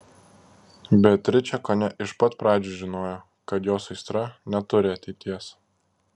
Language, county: Lithuanian, Klaipėda